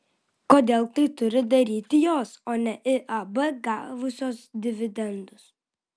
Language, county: Lithuanian, Vilnius